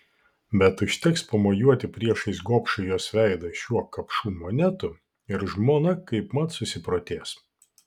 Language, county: Lithuanian, Vilnius